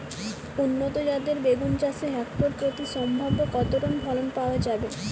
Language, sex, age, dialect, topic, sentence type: Bengali, female, 18-24, Jharkhandi, agriculture, question